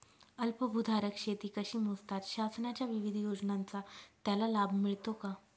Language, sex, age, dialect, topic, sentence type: Marathi, female, 18-24, Northern Konkan, agriculture, question